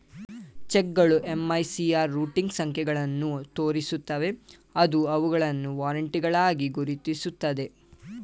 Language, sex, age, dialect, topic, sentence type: Kannada, male, 18-24, Mysore Kannada, banking, statement